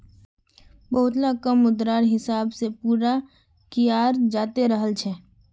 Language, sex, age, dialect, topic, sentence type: Magahi, female, 36-40, Northeastern/Surjapuri, banking, statement